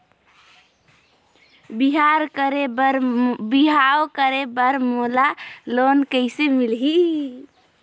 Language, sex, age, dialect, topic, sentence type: Chhattisgarhi, female, 18-24, Northern/Bhandar, banking, question